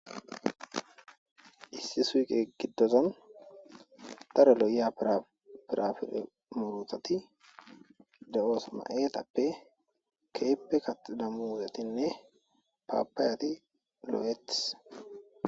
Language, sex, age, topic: Gamo, female, 18-24, agriculture